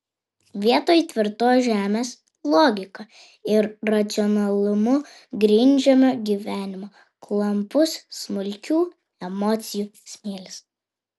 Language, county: Lithuanian, Vilnius